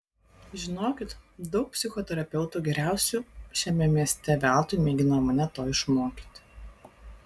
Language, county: Lithuanian, Klaipėda